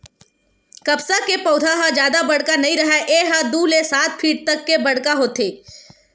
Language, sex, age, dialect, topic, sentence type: Chhattisgarhi, female, 18-24, Western/Budati/Khatahi, agriculture, statement